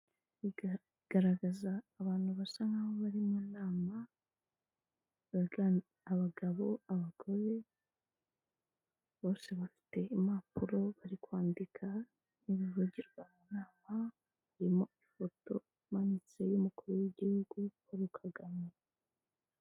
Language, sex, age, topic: Kinyarwanda, female, 25-35, government